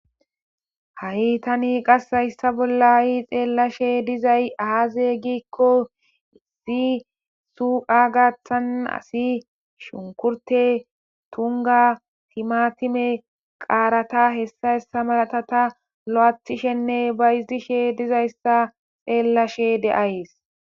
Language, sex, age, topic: Gamo, female, 25-35, government